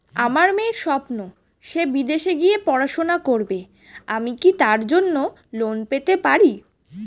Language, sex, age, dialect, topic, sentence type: Bengali, female, 18-24, Standard Colloquial, banking, question